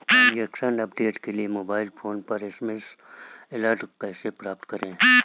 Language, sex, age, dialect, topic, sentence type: Hindi, female, 31-35, Marwari Dhudhari, banking, question